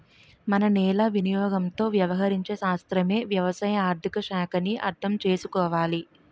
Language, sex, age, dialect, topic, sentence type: Telugu, female, 18-24, Utterandhra, banking, statement